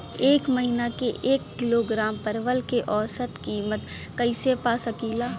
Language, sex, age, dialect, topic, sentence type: Bhojpuri, female, 18-24, Northern, agriculture, question